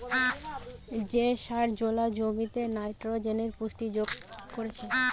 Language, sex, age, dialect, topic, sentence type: Bengali, female, 18-24, Western, agriculture, statement